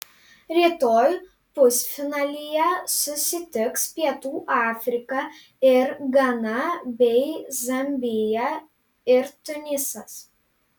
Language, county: Lithuanian, Panevėžys